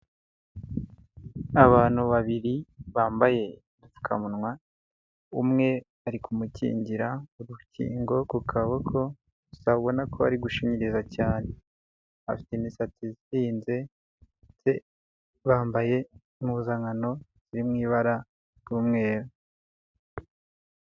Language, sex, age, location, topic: Kinyarwanda, male, 50+, Huye, health